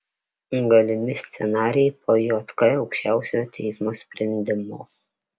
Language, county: Lithuanian, Alytus